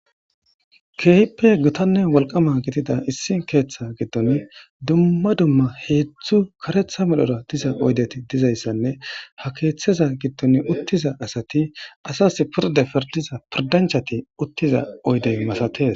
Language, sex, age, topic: Gamo, female, 18-24, government